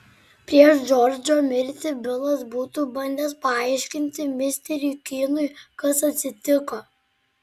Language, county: Lithuanian, Klaipėda